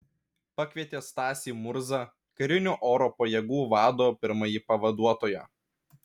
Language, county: Lithuanian, Kaunas